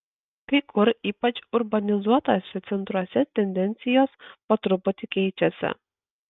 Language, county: Lithuanian, Kaunas